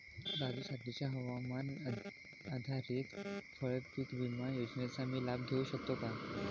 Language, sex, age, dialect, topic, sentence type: Marathi, male, 18-24, Standard Marathi, agriculture, question